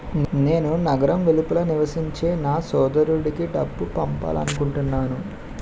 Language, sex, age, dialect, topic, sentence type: Telugu, male, 18-24, Utterandhra, banking, statement